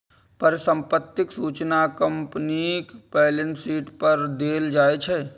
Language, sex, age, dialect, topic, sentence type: Maithili, male, 18-24, Eastern / Thethi, banking, statement